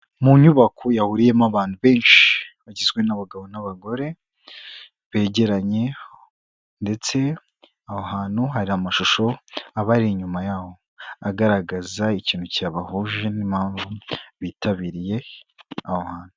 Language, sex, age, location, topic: Kinyarwanda, female, 25-35, Kigali, health